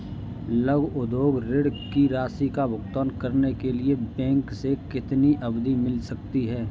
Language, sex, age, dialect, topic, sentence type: Hindi, male, 25-30, Kanauji Braj Bhasha, banking, question